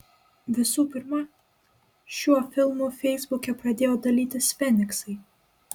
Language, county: Lithuanian, Klaipėda